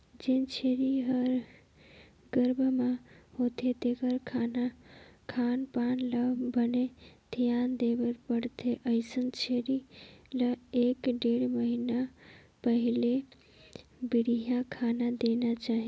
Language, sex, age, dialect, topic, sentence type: Chhattisgarhi, female, 18-24, Northern/Bhandar, agriculture, statement